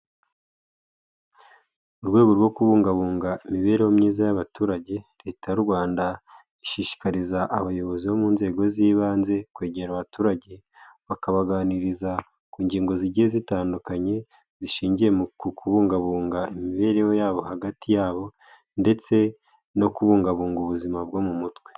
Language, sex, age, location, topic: Kinyarwanda, male, 18-24, Nyagatare, health